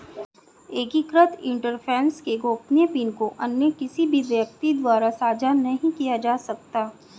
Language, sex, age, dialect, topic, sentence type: Hindi, female, 36-40, Hindustani Malvi Khadi Boli, banking, statement